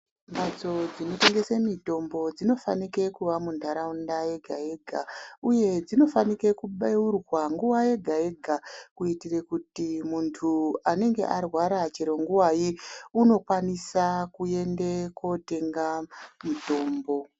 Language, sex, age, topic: Ndau, male, 25-35, health